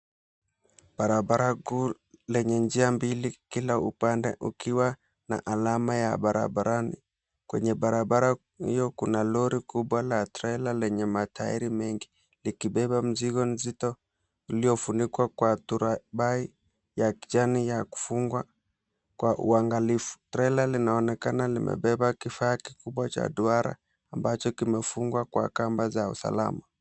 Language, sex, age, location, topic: Swahili, male, 18-24, Mombasa, government